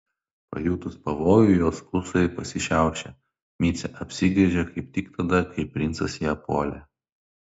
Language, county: Lithuanian, Klaipėda